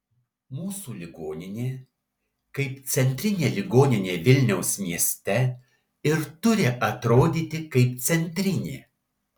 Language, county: Lithuanian, Alytus